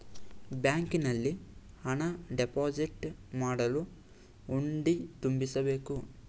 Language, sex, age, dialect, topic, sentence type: Kannada, male, 18-24, Mysore Kannada, banking, statement